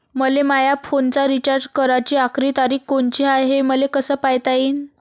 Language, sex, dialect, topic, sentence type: Marathi, female, Varhadi, banking, question